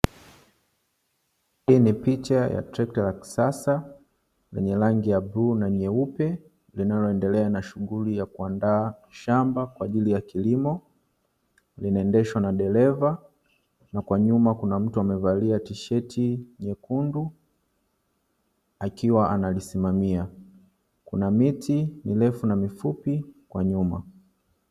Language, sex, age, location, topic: Swahili, male, 25-35, Dar es Salaam, agriculture